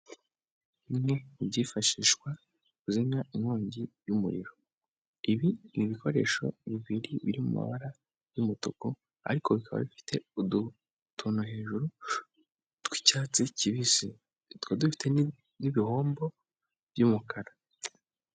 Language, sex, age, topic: Kinyarwanda, male, 18-24, government